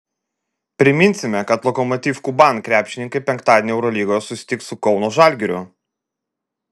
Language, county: Lithuanian, Vilnius